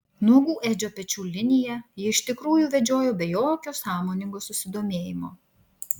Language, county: Lithuanian, Vilnius